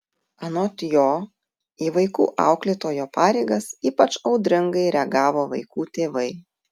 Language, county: Lithuanian, Tauragė